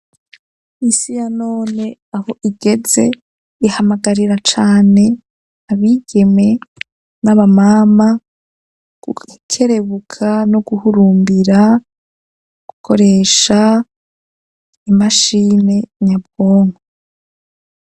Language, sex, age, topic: Rundi, female, 25-35, education